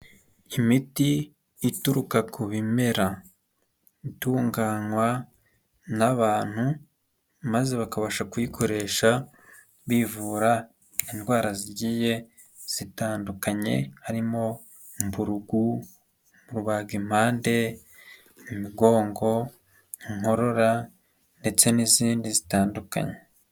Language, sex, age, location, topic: Kinyarwanda, male, 25-35, Nyagatare, health